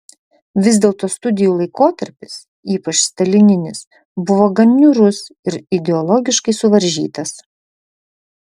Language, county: Lithuanian, Vilnius